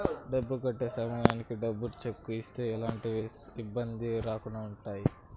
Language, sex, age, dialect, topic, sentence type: Telugu, female, 18-24, Southern, banking, statement